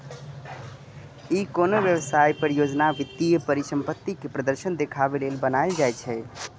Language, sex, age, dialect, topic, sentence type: Maithili, male, 25-30, Eastern / Thethi, banking, statement